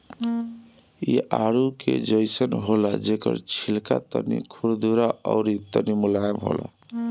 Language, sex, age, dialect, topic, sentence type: Bhojpuri, male, 36-40, Northern, agriculture, statement